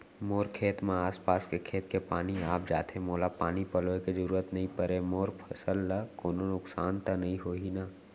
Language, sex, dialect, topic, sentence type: Chhattisgarhi, male, Central, agriculture, question